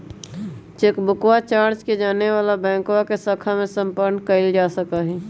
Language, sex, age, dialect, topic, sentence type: Magahi, male, 18-24, Western, banking, statement